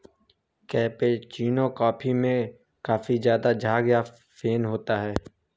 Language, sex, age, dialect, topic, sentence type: Hindi, female, 25-30, Hindustani Malvi Khadi Boli, agriculture, statement